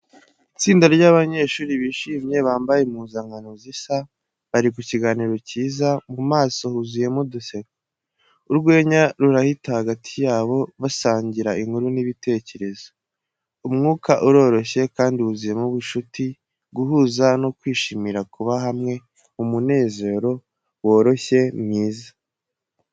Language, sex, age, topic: Kinyarwanda, male, 18-24, education